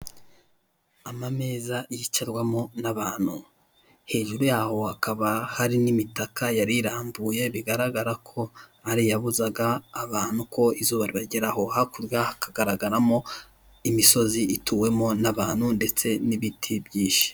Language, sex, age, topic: Kinyarwanda, male, 18-24, finance